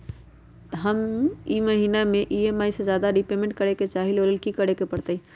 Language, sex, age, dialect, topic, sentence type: Magahi, female, 31-35, Western, banking, question